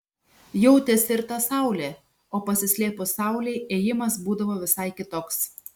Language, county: Lithuanian, Šiauliai